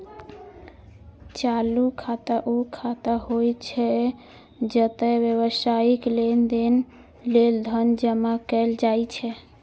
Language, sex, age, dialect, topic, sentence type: Maithili, female, 41-45, Eastern / Thethi, banking, statement